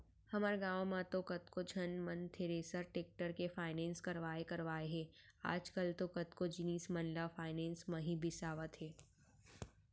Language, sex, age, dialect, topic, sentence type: Chhattisgarhi, female, 18-24, Central, banking, statement